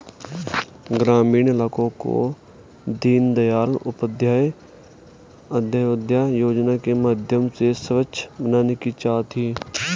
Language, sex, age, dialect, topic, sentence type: Hindi, male, 18-24, Hindustani Malvi Khadi Boli, banking, statement